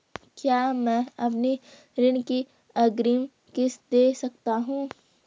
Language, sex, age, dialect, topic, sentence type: Hindi, female, 25-30, Garhwali, banking, question